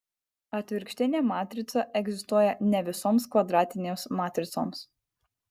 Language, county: Lithuanian, Kaunas